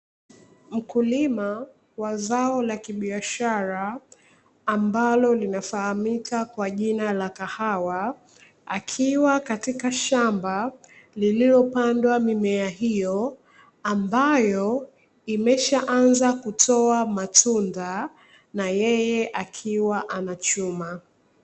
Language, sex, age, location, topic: Swahili, female, 25-35, Dar es Salaam, agriculture